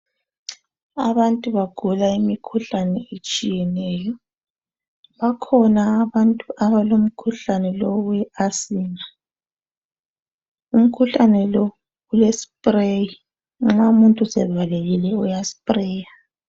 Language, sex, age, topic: North Ndebele, male, 36-49, health